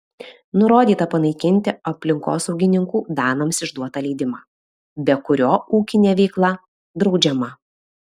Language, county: Lithuanian, Alytus